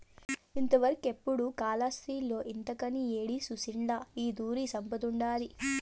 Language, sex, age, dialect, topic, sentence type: Telugu, female, 18-24, Southern, agriculture, statement